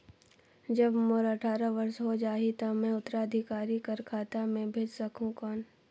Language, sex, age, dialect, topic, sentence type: Chhattisgarhi, female, 41-45, Northern/Bhandar, banking, question